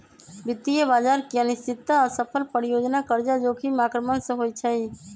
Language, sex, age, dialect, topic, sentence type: Magahi, male, 25-30, Western, agriculture, statement